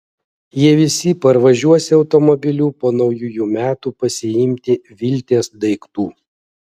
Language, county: Lithuanian, Vilnius